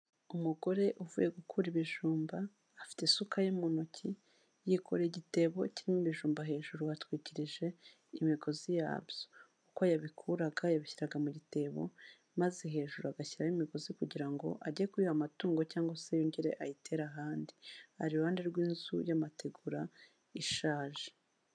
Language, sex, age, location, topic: Kinyarwanda, female, 36-49, Kigali, health